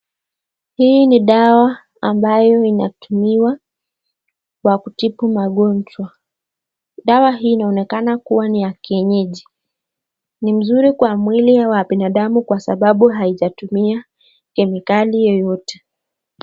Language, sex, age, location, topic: Swahili, female, 25-35, Nakuru, health